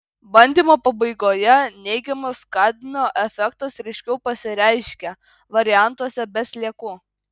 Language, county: Lithuanian, Kaunas